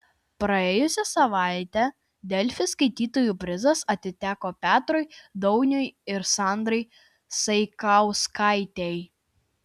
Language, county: Lithuanian, Vilnius